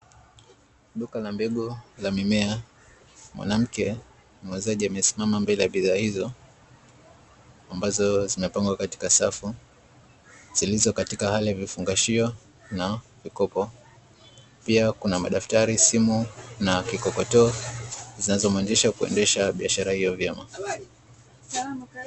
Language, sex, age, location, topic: Swahili, male, 25-35, Dar es Salaam, agriculture